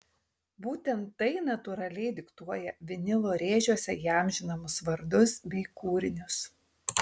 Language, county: Lithuanian, Tauragė